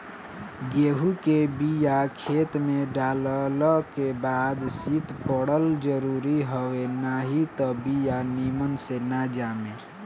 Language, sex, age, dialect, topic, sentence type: Bhojpuri, male, <18, Northern, agriculture, statement